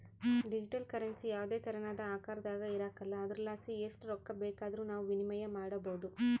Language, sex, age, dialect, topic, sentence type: Kannada, female, 31-35, Central, banking, statement